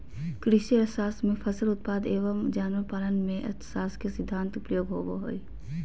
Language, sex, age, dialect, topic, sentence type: Magahi, female, 31-35, Southern, banking, statement